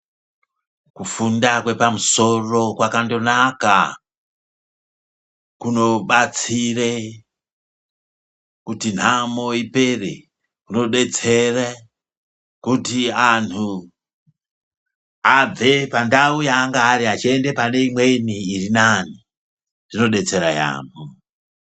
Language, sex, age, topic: Ndau, male, 50+, education